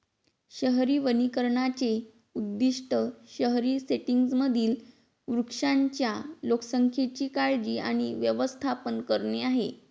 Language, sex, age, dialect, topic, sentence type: Marathi, female, 25-30, Varhadi, agriculture, statement